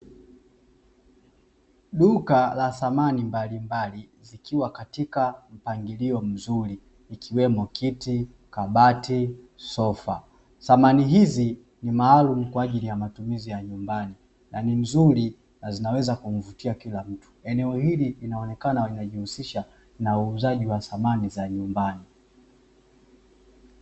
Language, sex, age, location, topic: Swahili, male, 25-35, Dar es Salaam, finance